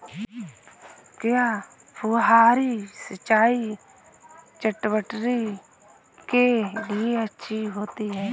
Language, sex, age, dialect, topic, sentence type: Hindi, female, 18-24, Awadhi Bundeli, agriculture, question